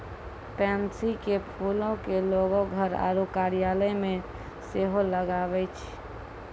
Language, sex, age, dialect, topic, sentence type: Maithili, female, 25-30, Angika, agriculture, statement